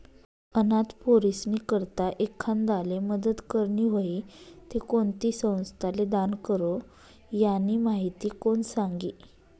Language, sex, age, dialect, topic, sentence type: Marathi, female, 31-35, Northern Konkan, banking, statement